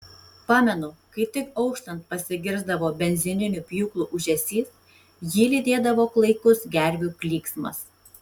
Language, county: Lithuanian, Tauragė